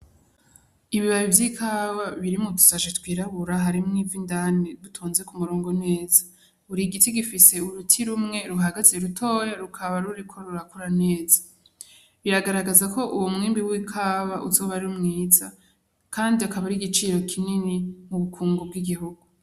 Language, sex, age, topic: Rundi, female, 18-24, agriculture